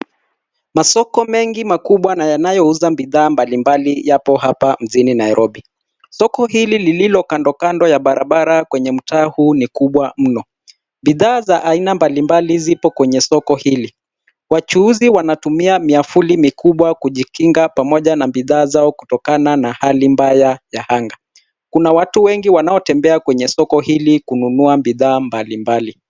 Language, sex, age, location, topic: Swahili, male, 36-49, Nairobi, finance